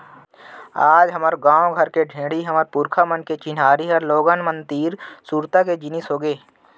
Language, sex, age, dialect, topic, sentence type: Chhattisgarhi, male, 25-30, Central, agriculture, statement